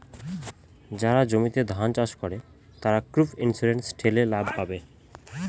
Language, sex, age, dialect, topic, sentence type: Bengali, male, 25-30, Northern/Varendri, banking, statement